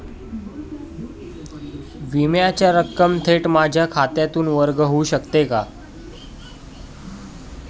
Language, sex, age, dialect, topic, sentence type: Marathi, male, 18-24, Standard Marathi, banking, question